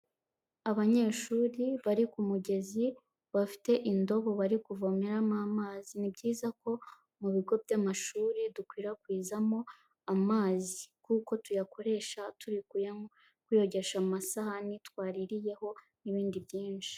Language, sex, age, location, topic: Kinyarwanda, female, 18-24, Kigali, health